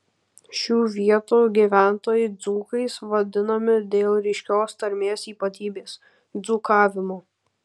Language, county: Lithuanian, Kaunas